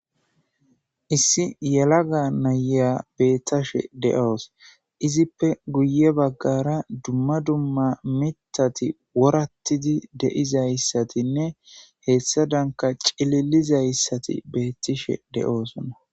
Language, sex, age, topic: Gamo, male, 25-35, government